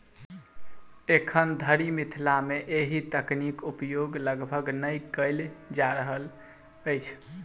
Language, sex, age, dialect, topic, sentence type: Maithili, male, 18-24, Southern/Standard, agriculture, statement